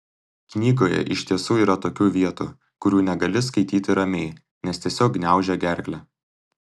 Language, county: Lithuanian, Tauragė